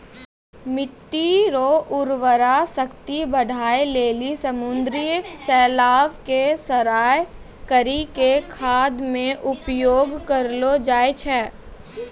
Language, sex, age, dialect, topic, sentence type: Maithili, female, 18-24, Angika, agriculture, statement